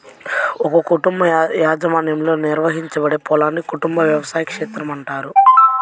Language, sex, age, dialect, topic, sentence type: Telugu, male, 18-24, Central/Coastal, agriculture, statement